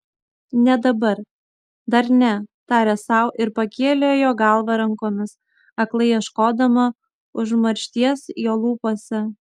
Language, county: Lithuanian, Kaunas